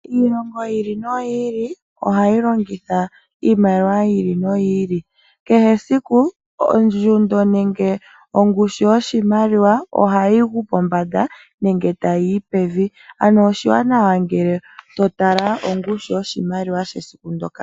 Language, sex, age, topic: Oshiwambo, female, 25-35, finance